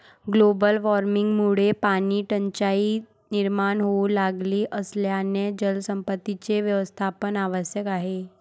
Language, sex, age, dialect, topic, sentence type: Marathi, female, 25-30, Varhadi, agriculture, statement